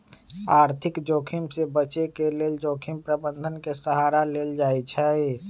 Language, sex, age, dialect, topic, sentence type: Magahi, male, 25-30, Western, banking, statement